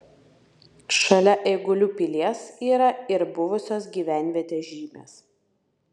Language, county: Lithuanian, Vilnius